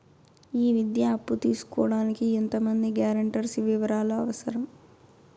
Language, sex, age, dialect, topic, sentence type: Telugu, female, 18-24, Southern, banking, question